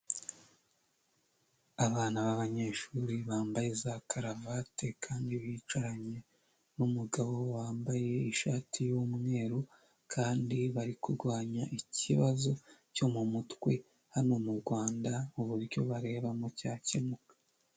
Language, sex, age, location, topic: Kinyarwanda, male, 25-35, Huye, health